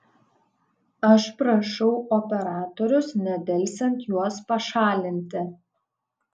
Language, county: Lithuanian, Kaunas